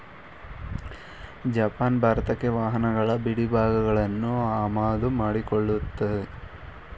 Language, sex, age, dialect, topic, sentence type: Kannada, female, 18-24, Mysore Kannada, banking, statement